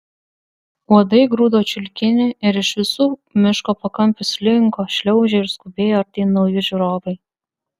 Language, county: Lithuanian, Vilnius